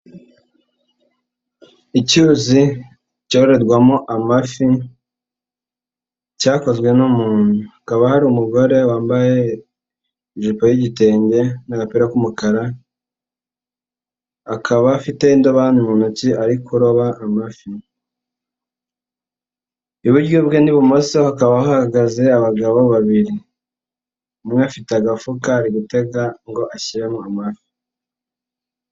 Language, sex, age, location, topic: Kinyarwanda, female, 18-24, Nyagatare, agriculture